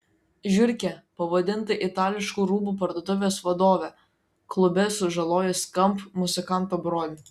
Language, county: Lithuanian, Kaunas